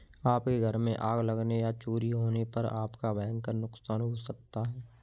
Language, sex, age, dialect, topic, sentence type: Hindi, male, 18-24, Kanauji Braj Bhasha, banking, statement